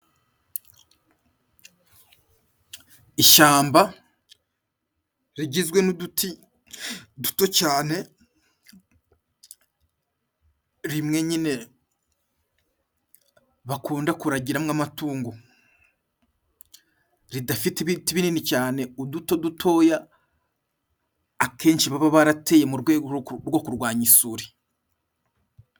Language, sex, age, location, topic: Kinyarwanda, male, 25-35, Musanze, agriculture